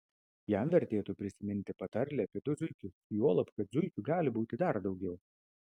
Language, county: Lithuanian, Vilnius